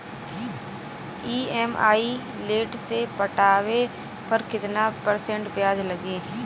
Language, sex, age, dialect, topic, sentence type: Bhojpuri, female, 18-24, Western, banking, question